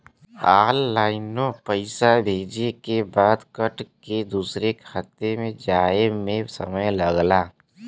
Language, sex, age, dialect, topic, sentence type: Bhojpuri, male, 18-24, Western, banking, statement